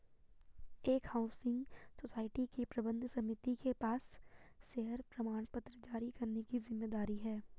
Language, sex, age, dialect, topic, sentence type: Hindi, female, 51-55, Garhwali, banking, statement